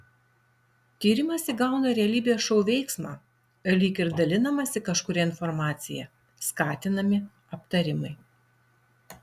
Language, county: Lithuanian, Alytus